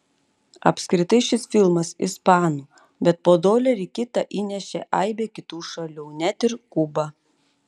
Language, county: Lithuanian, Panevėžys